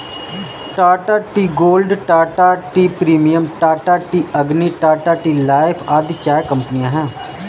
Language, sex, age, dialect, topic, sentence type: Hindi, male, 31-35, Marwari Dhudhari, agriculture, statement